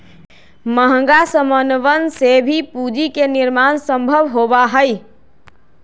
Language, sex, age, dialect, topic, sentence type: Magahi, female, 25-30, Western, banking, statement